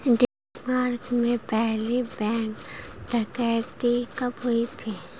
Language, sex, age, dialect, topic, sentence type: Hindi, female, 25-30, Marwari Dhudhari, banking, statement